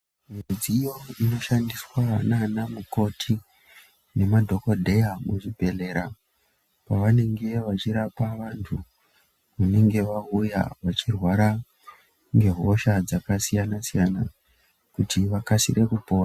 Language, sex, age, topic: Ndau, female, 18-24, health